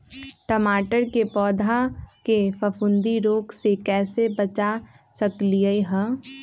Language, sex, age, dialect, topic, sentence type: Magahi, female, 25-30, Western, agriculture, question